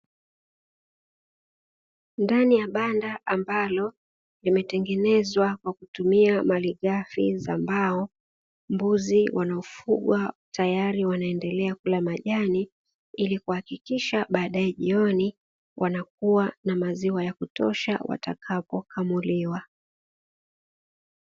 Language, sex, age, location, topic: Swahili, female, 25-35, Dar es Salaam, agriculture